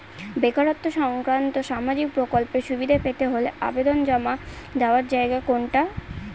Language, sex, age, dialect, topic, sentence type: Bengali, female, 18-24, Northern/Varendri, banking, question